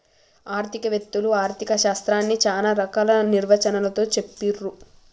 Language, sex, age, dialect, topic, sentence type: Telugu, female, 18-24, Telangana, banking, statement